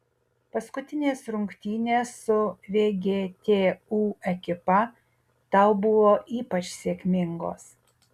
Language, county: Lithuanian, Utena